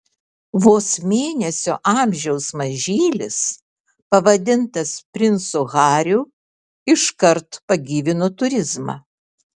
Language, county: Lithuanian, Kaunas